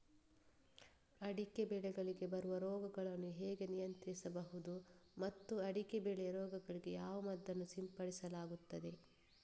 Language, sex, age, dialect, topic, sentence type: Kannada, female, 36-40, Coastal/Dakshin, agriculture, question